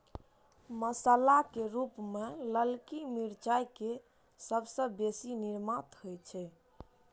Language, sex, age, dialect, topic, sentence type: Maithili, male, 31-35, Eastern / Thethi, agriculture, statement